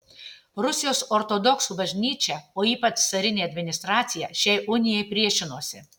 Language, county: Lithuanian, Tauragė